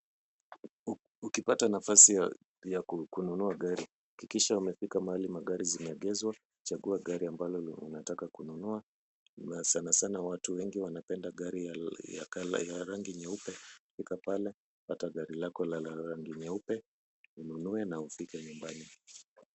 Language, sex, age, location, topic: Swahili, male, 36-49, Kisumu, finance